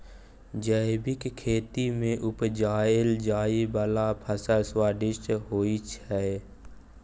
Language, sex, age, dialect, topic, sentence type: Maithili, male, 18-24, Bajjika, agriculture, statement